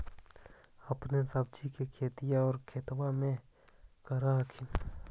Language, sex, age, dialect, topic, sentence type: Magahi, male, 51-55, Central/Standard, agriculture, question